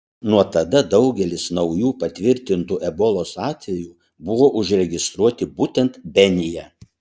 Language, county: Lithuanian, Utena